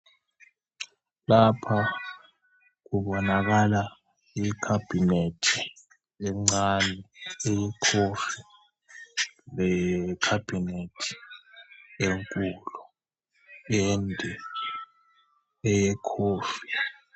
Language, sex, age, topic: North Ndebele, male, 18-24, health